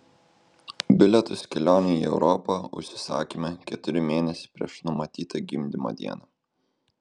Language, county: Lithuanian, Kaunas